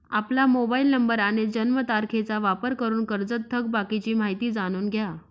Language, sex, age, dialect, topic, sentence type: Marathi, female, 25-30, Northern Konkan, banking, statement